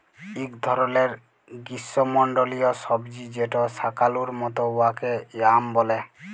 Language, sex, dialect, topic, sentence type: Bengali, male, Jharkhandi, agriculture, statement